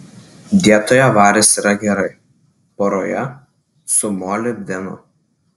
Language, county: Lithuanian, Klaipėda